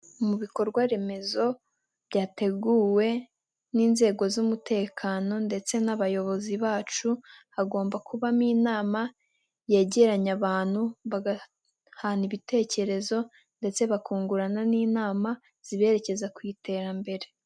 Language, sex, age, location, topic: Kinyarwanda, female, 18-24, Nyagatare, government